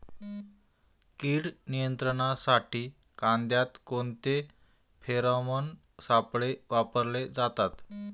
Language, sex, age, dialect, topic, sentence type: Marathi, male, 41-45, Standard Marathi, agriculture, question